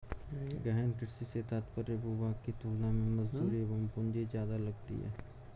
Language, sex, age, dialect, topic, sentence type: Hindi, male, 51-55, Garhwali, agriculture, statement